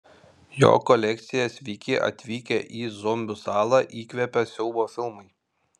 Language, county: Lithuanian, Šiauliai